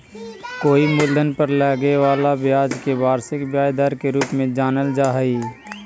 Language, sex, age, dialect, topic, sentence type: Magahi, male, 56-60, Central/Standard, banking, statement